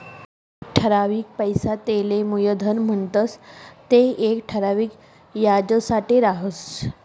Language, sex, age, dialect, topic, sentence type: Marathi, female, 31-35, Northern Konkan, banking, statement